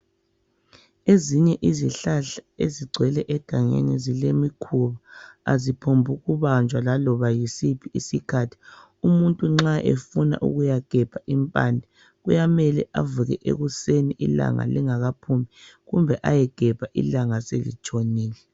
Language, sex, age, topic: North Ndebele, male, 36-49, health